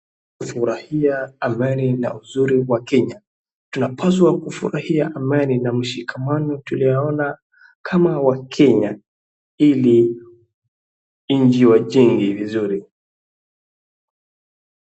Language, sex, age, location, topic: Swahili, male, 18-24, Wajir, government